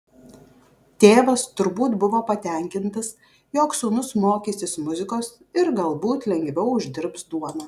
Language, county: Lithuanian, Kaunas